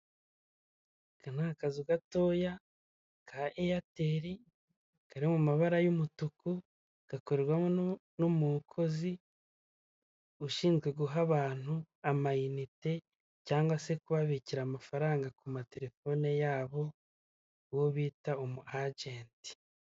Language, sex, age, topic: Kinyarwanda, male, 25-35, finance